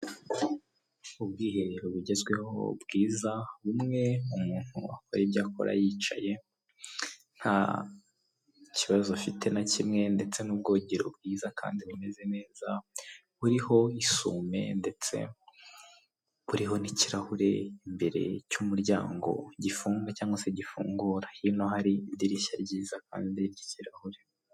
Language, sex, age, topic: Kinyarwanda, male, 18-24, finance